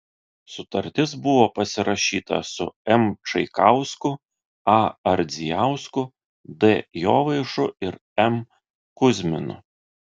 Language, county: Lithuanian, Vilnius